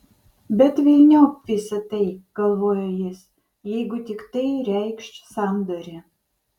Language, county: Lithuanian, Vilnius